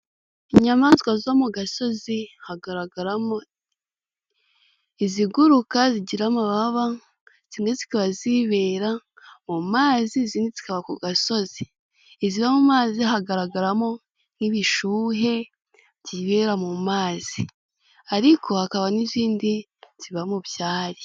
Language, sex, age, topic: Kinyarwanda, female, 18-24, agriculture